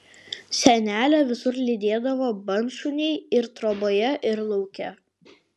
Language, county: Lithuanian, Kaunas